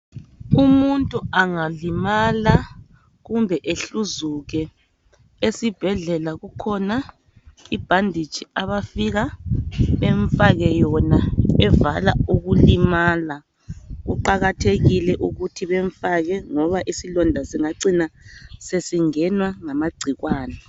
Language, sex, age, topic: North Ndebele, male, 25-35, health